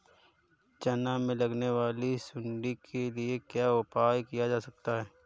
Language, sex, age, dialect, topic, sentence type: Hindi, male, 31-35, Awadhi Bundeli, agriculture, question